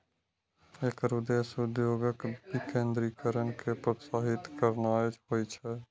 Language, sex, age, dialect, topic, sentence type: Maithili, male, 25-30, Eastern / Thethi, banking, statement